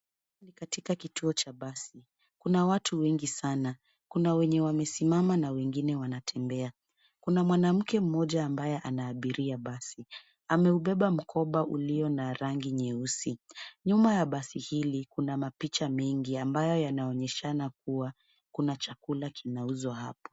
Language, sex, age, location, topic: Swahili, female, 25-35, Nairobi, government